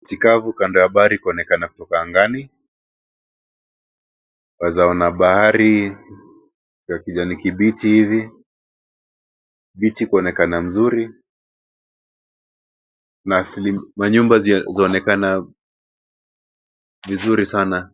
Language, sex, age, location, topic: Swahili, male, 36-49, Mombasa, government